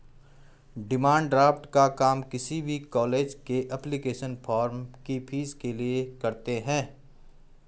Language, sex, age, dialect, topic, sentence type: Hindi, male, 41-45, Garhwali, banking, statement